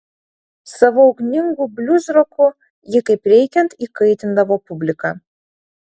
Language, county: Lithuanian, Vilnius